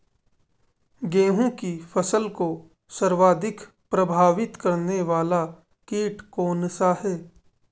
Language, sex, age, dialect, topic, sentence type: Hindi, male, 18-24, Marwari Dhudhari, agriculture, question